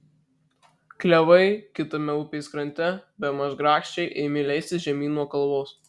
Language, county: Lithuanian, Marijampolė